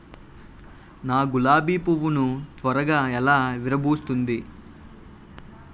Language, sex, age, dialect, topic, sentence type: Telugu, male, 18-24, Utterandhra, agriculture, question